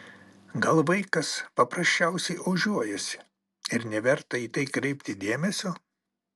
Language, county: Lithuanian, Alytus